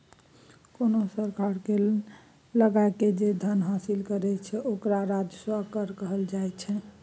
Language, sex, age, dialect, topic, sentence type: Maithili, female, 36-40, Bajjika, banking, statement